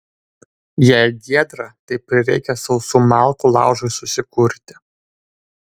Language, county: Lithuanian, Vilnius